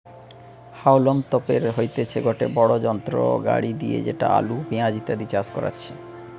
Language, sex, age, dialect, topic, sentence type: Bengali, male, 25-30, Western, agriculture, statement